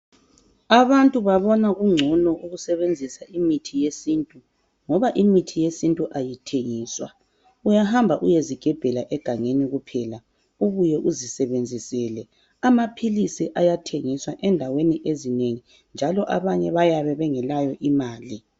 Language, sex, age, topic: North Ndebele, female, 25-35, health